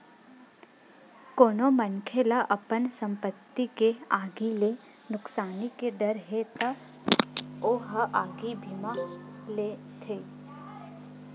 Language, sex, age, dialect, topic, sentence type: Chhattisgarhi, female, 60-100, Western/Budati/Khatahi, banking, statement